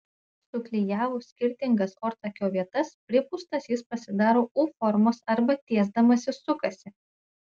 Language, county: Lithuanian, Panevėžys